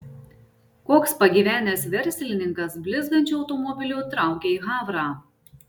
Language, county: Lithuanian, Šiauliai